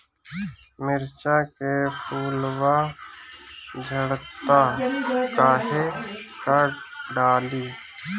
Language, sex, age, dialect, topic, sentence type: Bhojpuri, male, 25-30, Northern, agriculture, question